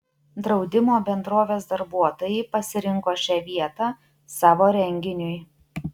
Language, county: Lithuanian, Utena